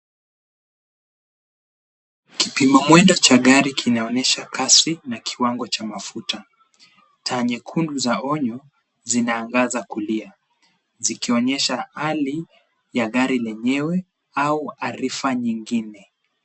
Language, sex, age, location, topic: Swahili, male, 18-24, Kisumu, finance